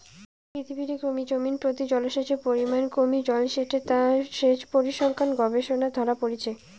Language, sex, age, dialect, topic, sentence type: Bengali, female, 18-24, Rajbangshi, agriculture, statement